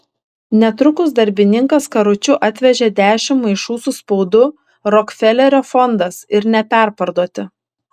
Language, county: Lithuanian, Šiauliai